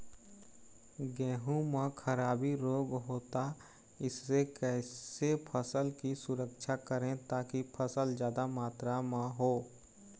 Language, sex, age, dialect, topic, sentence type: Chhattisgarhi, male, 18-24, Eastern, agriculture, question